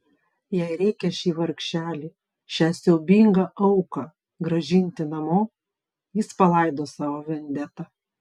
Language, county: Lithuanian, Vilnius